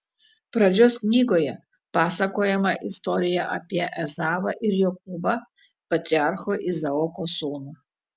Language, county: Lithuanian, Telšiai